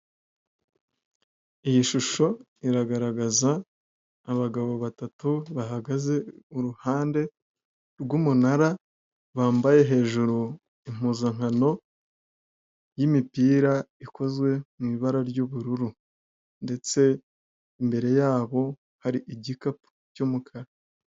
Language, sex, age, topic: Kinyarwanda, male, 18-24, government